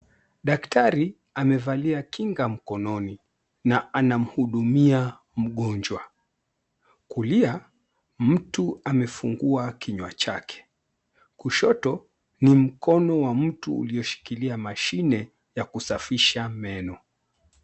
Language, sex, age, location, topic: Swahili, male, 36-49, Mombasa, health